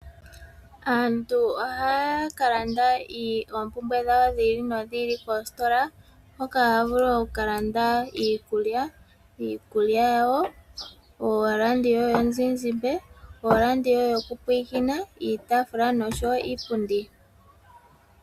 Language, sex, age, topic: Oshiwambo, female, 25-35, finance